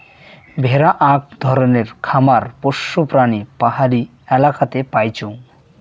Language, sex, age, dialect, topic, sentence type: Bengali, male, 18-24, Rajbangshi, agriculture, statement